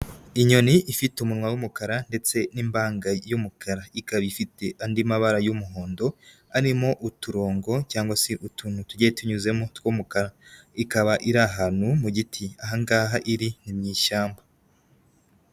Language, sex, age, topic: Kinyarwanda, female, 18-24, agriculture